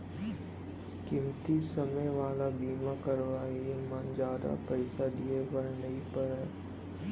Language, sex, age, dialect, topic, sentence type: Chhattisgarhi, male, 18-24, Central, banking, statement